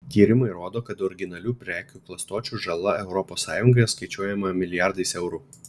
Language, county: Lithuanian, Šiauliai